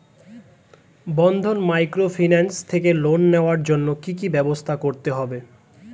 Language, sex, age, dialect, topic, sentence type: Bengali, male, 25-30, Standard Colloquial, banking, question